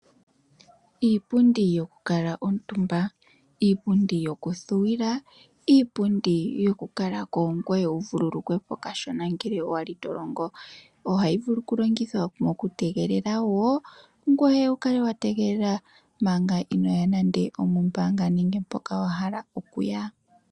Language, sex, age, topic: Oshiwambo, female, 18-24, finance